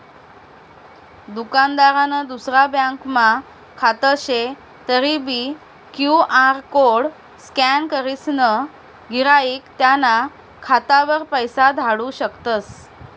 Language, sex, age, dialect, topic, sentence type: Marathi, female, 31-35, Northern Konkan, banking, statement